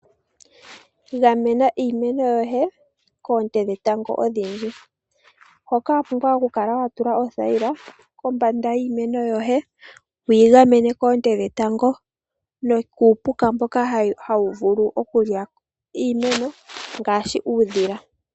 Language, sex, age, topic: Oshiwambo, male, 18-24, agriculture